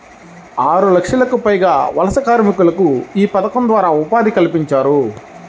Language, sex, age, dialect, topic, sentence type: Telugu, male, 31-35, Central/Coastal, banking, statement